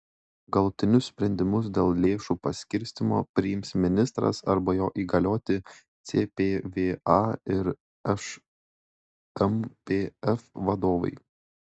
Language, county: Lithuanian, Klaipėda